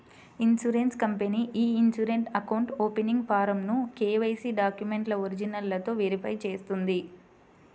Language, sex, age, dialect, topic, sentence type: Telugu, female, 25-30, Central/Coastal, banking, statement